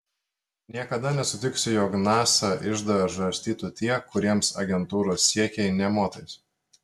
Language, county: Lithuanian, Telšiai